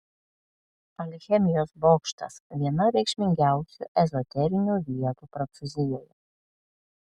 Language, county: Lithuanian, Klaipėda